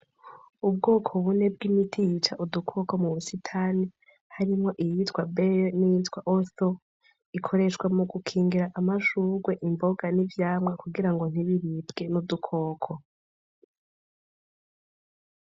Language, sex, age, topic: Rundi, female, 18-24, agriculture